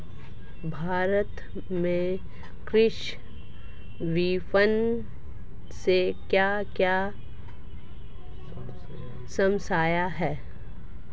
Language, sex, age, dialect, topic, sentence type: Hindi, female, 36-40, Marwari Dhudhari, agriculture, question